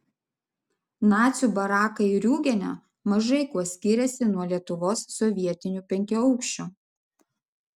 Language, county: Lithuanian, Vilnius